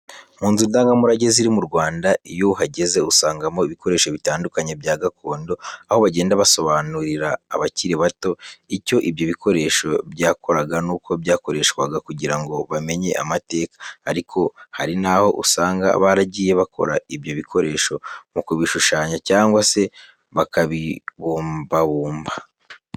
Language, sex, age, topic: Kinyarwanda, male, 18-24, education